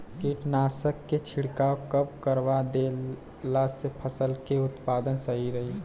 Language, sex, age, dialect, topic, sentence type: Bhojpuri, male, 18-24, Southern / Standard, agriculture, question